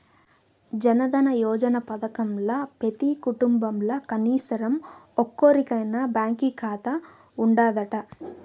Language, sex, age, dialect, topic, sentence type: Telugu, female, 18-24, Southern, banking, statement